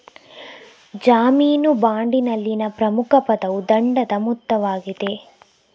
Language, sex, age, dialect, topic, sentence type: Kannada, female, 25-30, Coastal/Dakshin, banking, statement